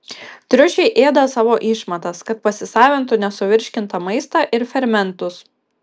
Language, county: Lithuanian, Kaunas